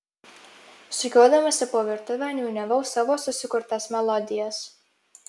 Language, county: Lithuanian, Marijampolė